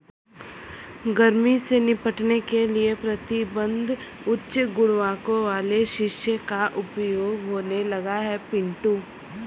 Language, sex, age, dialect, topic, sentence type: Hindi, male, 36-40, Kanauji Braj Bhasha, agriculture, statement